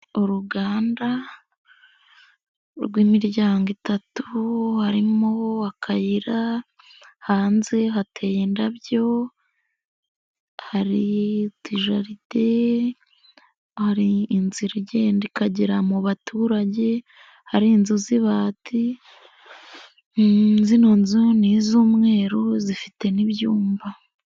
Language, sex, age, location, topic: Kinyarwanda, female, 18-24, Nyagatare, education